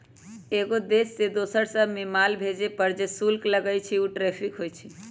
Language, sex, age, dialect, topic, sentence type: Magahi, female, 25-30, Western, banking, statement